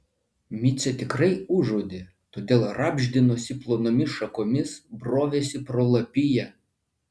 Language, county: Lithuanian, Vilnius